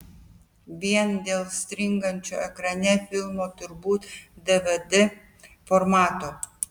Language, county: Lithuanian, Telšiai